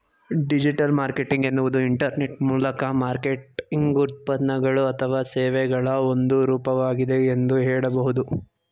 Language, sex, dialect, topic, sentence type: Kannada, male, Mysore Kannada, banking, statement